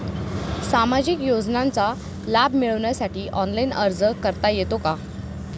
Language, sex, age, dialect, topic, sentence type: Marathi, female, 18-24, Standard Marathi, banking, question